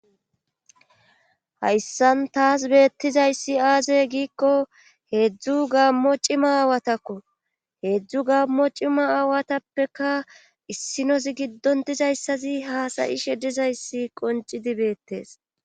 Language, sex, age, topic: Gamo, female, 25-35, government